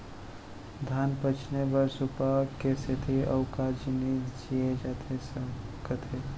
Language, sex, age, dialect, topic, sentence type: Chhattisgarhi, male, 18-24, Central, agriculture, question